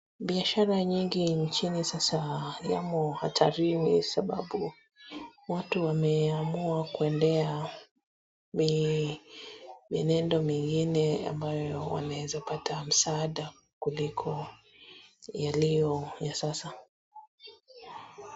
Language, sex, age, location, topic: Swahili, female, 25-35, Wajir, finance